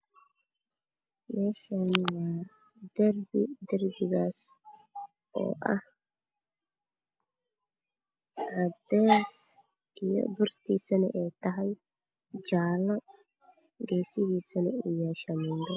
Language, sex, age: Somali, female, 18-24